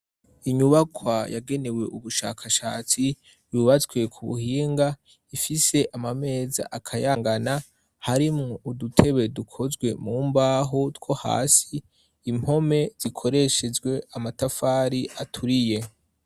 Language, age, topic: Rundi, 18-24, education